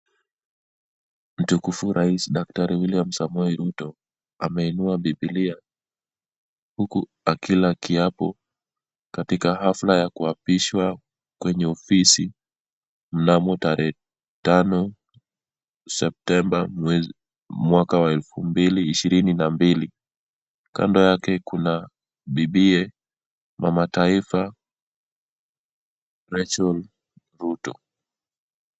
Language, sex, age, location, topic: Swahili, male, 25-35, Kisumu, government